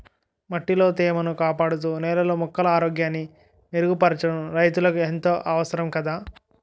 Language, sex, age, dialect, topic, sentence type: Telugu, male, 60-100, Utterandhra, agriculture, statement